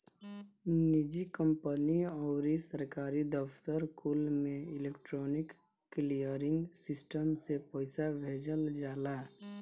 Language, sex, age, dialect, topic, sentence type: Bhojpuri, male, 25-30, Northern, banking, statement